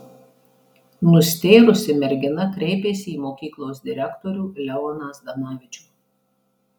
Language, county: Lithuanian, Marijampolė